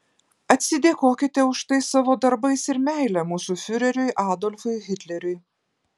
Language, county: Lithuanian, Klaipėda